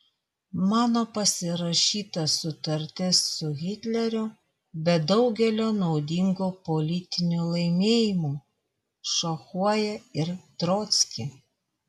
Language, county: Lithuanian, Vilnius